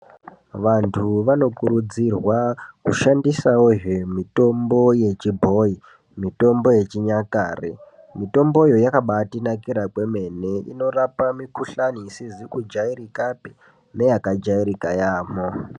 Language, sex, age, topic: Ndau, female, 18-24, health